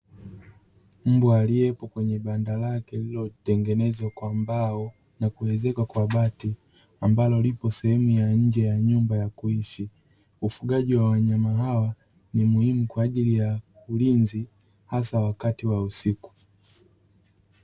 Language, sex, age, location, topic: Swahili, male, 36-49, Dar es Salaam, agriculture